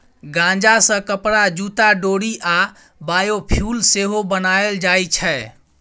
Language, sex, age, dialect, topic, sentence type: Maithili, female, 18-24, Bajjika, agriculture, statement